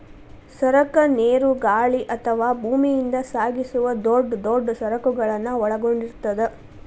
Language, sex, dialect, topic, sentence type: Kannada, female, Dharwad Kannada, banking, statement